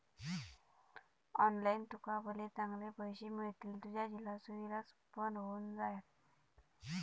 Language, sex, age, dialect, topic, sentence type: Marathi, male, 31-35, Southern Konkan, banking, statement